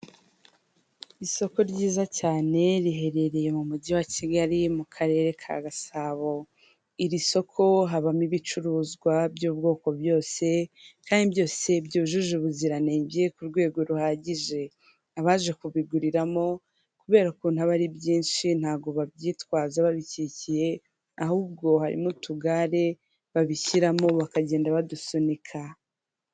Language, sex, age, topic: Kinyarwanda, female, 25-35, finance